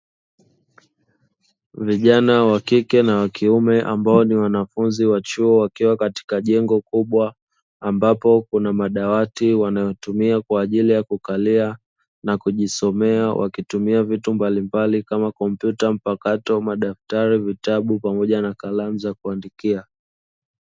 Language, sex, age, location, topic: Swahili, male, 25-35, Dar es Salaam, education